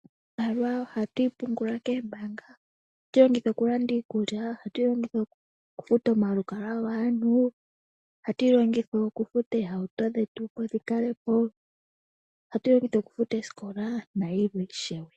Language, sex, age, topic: Oshiwambo, female, 18-24, finance